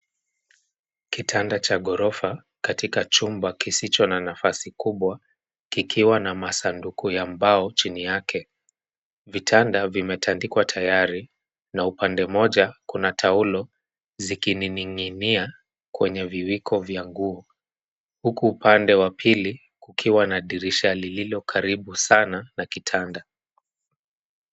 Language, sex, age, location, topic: Swahili, male, 25-35, Nairobi, education